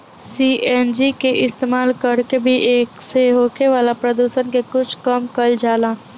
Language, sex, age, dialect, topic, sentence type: Bhojpuri, female, <18, Southern / Standard, agriculture, statement